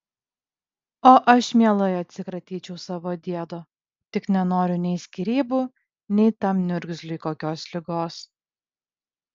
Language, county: Lithuanian, Vilnius